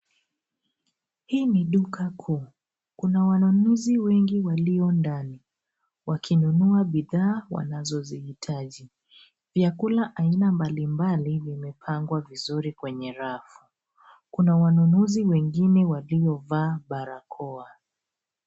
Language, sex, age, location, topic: Swahili, female, 25-35, Nairobi, finance